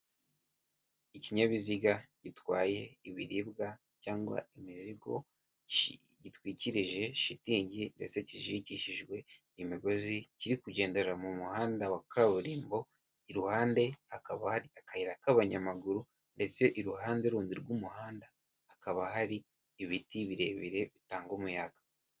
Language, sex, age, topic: Kinyarwanda, male, 18-24, government